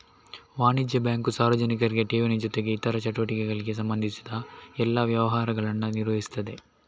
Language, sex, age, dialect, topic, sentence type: Kannada, male, 18-24, Coastal/Dakshin, banking, statement